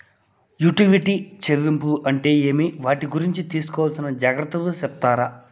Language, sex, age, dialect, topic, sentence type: Telugu, male, 31-35, Southern, banking, question